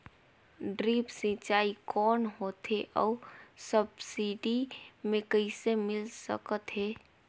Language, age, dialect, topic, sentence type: Chhattisgarhi, 18-24, Northern/Bhandar, agriculture, question